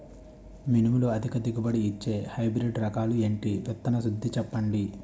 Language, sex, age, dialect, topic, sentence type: Telugu, male, 25-30, Utterandhra, agriculture, question